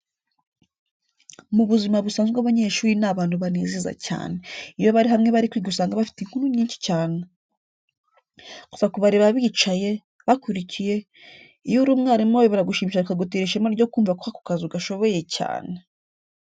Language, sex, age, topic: Kinyarwanda, female, 25-35, education